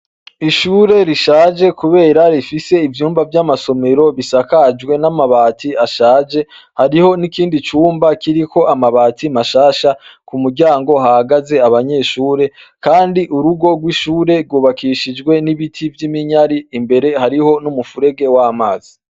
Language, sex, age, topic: Rundi, male, 25-35, education